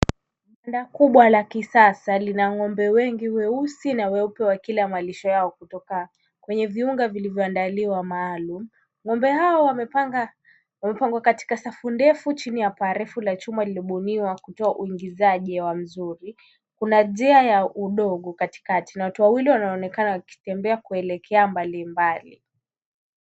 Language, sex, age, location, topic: Swahili, female, 18-24, Kisumu, agriculture